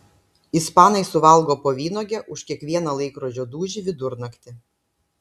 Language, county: Lithuanian, Klaipėda